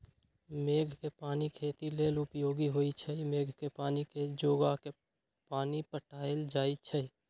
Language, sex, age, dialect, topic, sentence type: Magahi, male, 25-30, Western, agriculture, statement